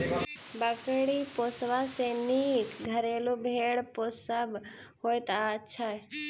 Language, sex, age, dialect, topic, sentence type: Maithili, female, 18-24, Southern/Standard, agriculture, statement